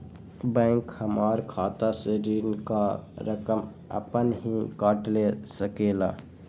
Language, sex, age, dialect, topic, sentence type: Magahi, male, 18-24, Western, banking, question